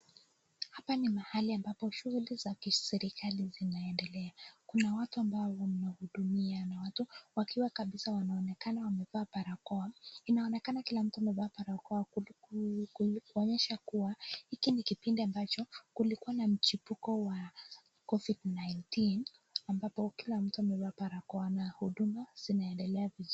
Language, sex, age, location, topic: Swahili, female, 25-35, Nakuru, government